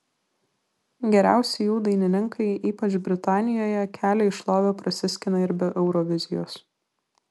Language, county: Lithuanian, Vilnius